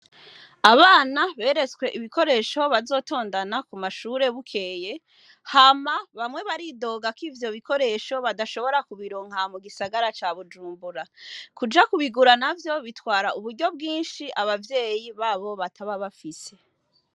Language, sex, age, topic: Rundi, female, 25-35, education